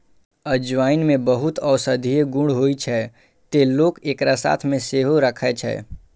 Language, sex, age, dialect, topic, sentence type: Maithili, male, 51-55, Eastern / Thethi, agriculture, statement